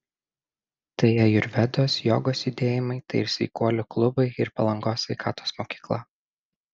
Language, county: Lithuanian, Šiauliai